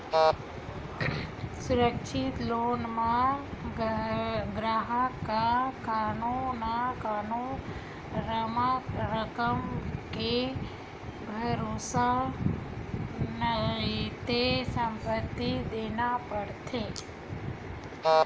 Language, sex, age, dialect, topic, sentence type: Chhattisgarhi, female, 46-50, Western/Budati/Khatahi, banking, statement